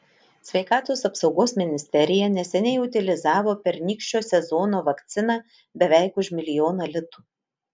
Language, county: Lithuanian, Utena